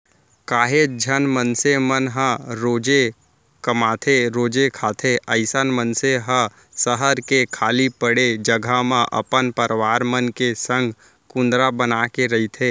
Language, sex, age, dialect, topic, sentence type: Chhattisgarhi, male, 18-24, Central, banking, statement